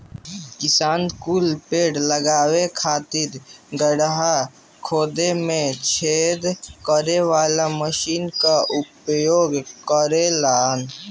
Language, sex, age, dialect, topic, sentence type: Bhojpuri, male, <18, Northern, agriculture, statement